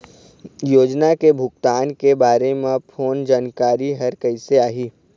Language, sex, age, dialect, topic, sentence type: Chhattisgarhi, male, 18-24, Eastern, banking, question